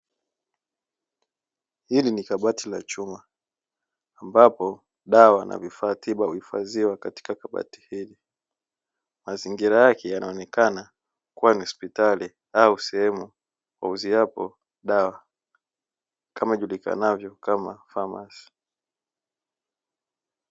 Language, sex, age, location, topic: Swahili, male, 25-35, Dar es Salaam, health